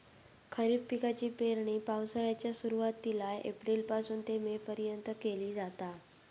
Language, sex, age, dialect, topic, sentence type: Marathi, female, 18-24, Southern Konkan, agriculture, statement